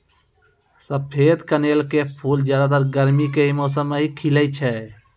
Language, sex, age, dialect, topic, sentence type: Maithili, male, 18-24, Angika, agriculture, statement